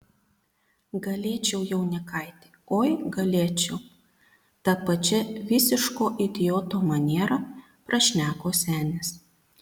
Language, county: Lithuanian, Panevėžys